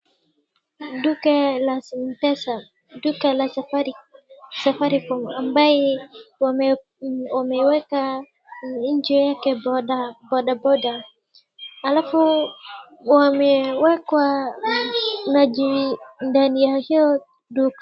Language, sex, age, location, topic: Swahili, female, 36-49, Wajir, finance